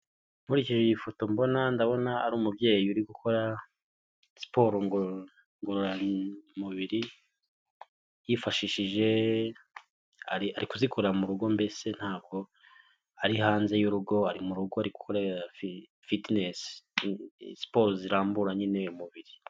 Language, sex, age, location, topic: Kinyarwanda, male, 25-35, Huye, health